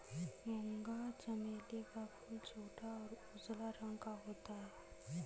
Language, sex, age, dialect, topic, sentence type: Hindi, female, 18-24, Kanauji Braj Bhasha, agriculture, statement